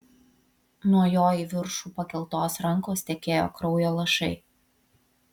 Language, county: Lithuanian, Vilnius